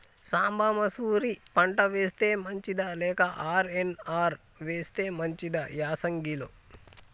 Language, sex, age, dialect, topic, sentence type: Telugu, female, 25-30, Telangana, agriculture, question